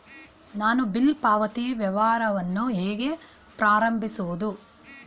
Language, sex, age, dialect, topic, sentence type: Kannada, female, 41-45, Mysore Kannada, banking, question